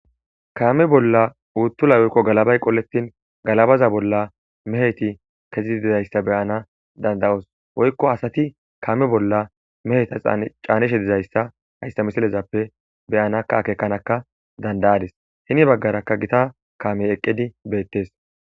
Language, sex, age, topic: Gamo, male, 18-24, agriculture